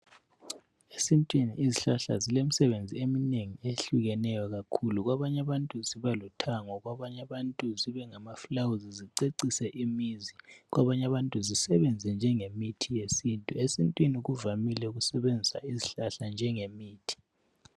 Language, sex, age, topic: North Ndebele, male, 18-24, health